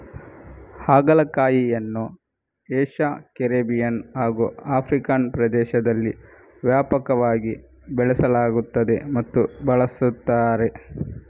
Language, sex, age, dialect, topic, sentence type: Kannada, male, 31-35, Coastal/Dakshin, agriculture, statement